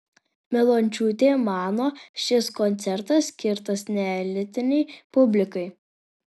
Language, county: Lithuanian, Alytus